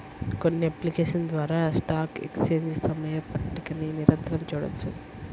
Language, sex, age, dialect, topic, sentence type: Telugu, female, 18-24, Central/Coastal, banking, statement